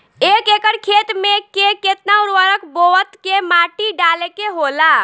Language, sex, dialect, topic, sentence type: Bhojpuri, female, Northern, agriculture, question